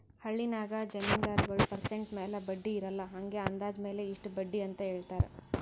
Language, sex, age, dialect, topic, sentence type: Kannada, female, 56-60, Northeastern, banking, statement